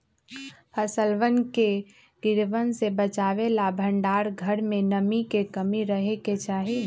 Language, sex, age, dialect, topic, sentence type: Magahi, female, 25-30, Western, agriculture, statement